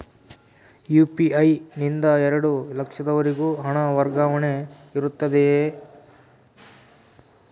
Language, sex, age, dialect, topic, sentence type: Kannada, male, 18-24, Central, banking, question